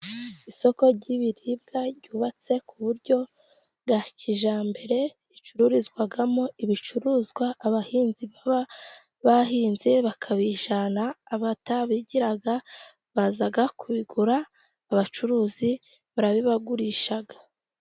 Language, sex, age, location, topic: Kinyarwanda, female, 25-35, Musanze, finance